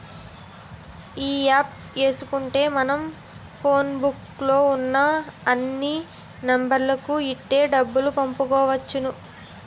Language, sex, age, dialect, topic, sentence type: Telugu, female, 60-100, Utterandhra, banking, statement